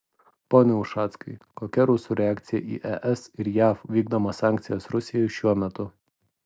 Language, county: Lithuanian, Vilnius